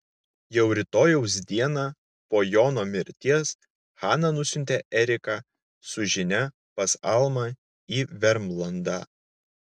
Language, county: Lithuanian, Klaipėda